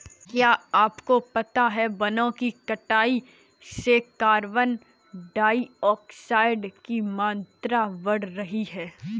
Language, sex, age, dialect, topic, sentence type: Hindi, female, 18-24, Kanauji Braj Bhasha, agriculture, statement